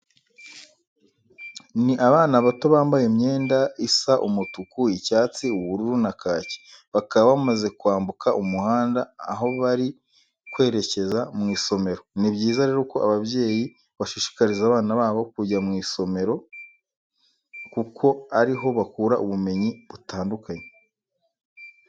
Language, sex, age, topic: Kinyarwanda, male, 25-35, education